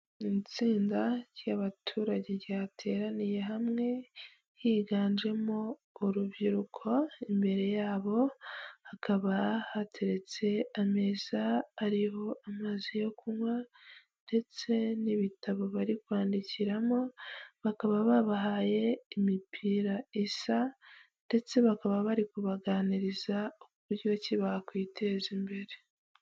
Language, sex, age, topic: Kinyarwanda, female, 25-35, education